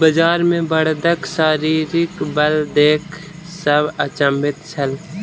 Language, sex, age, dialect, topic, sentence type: Maithili, male, 36-40, Southern/Standard, agriculture, statement